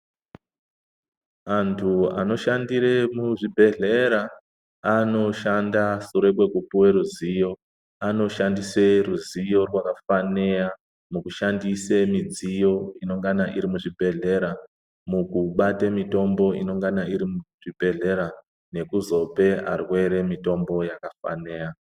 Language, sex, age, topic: Ndau, male, 50+, health